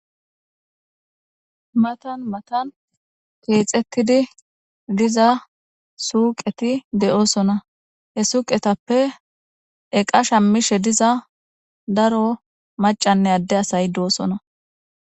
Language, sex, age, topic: Gamo, female, 18-24, government